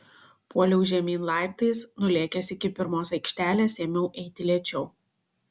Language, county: Lithuanian, Šiauliai